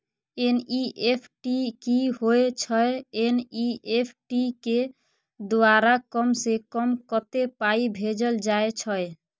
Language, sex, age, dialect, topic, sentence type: Maithili, female, 41-45, Bajjika, banking, question